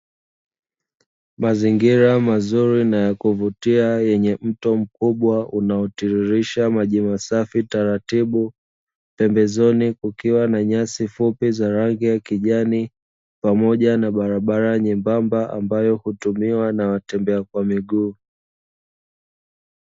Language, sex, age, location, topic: Swahili, male, 25-35, Dar es Salaam, agriculture